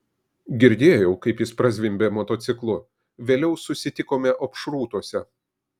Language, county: Lithuanian, Kaunas